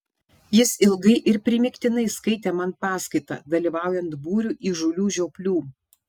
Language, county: Lithuanian, Šiauliai